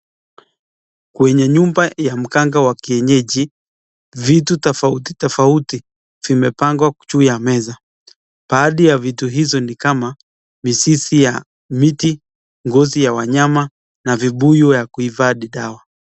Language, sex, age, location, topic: Swahili, male, 25-35, Nakuru, health